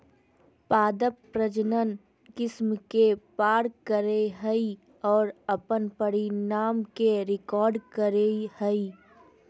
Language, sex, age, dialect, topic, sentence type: Magahi, female, 18-24, Southern, agriculture, statement